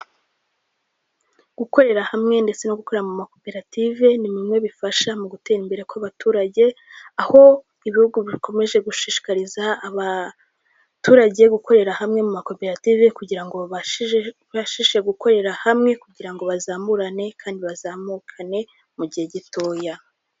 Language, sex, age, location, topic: Kinyarwanda, female, 18-24, Kigali, health